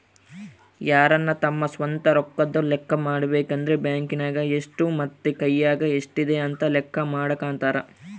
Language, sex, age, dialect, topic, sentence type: Kannada, male, 18-24, Central, banking, statement